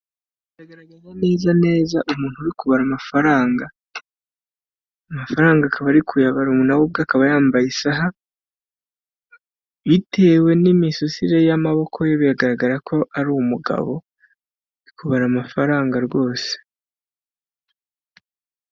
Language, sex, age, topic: Kinyarwanda, male, 25-35, finance